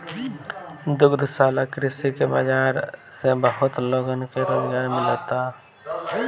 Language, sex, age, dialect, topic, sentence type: Bhojpuri, male, 18-24, Northern, agriculture, statement